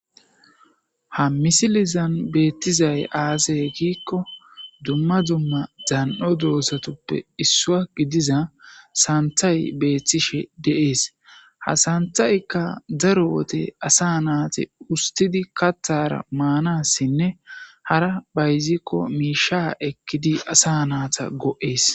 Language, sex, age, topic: Gamo, male, 25-35, agriculture